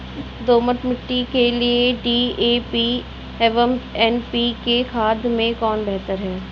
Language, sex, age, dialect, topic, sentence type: Hindi, female, 25-30, Kanauji Braj Bhasha, agriculture, question